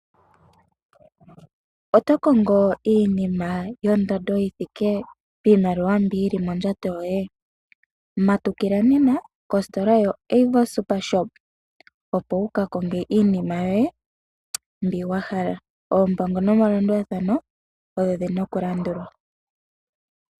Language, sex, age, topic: Oshiwambo, female, 18-24, finance